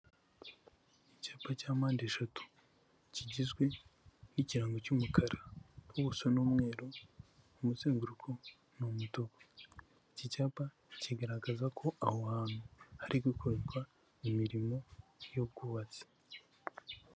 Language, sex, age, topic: Kinyarwanda, female, 18-24, government